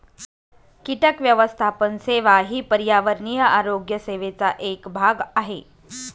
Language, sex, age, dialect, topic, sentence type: Marathi, female, 41-45, Northern Konkan, agriculture, statement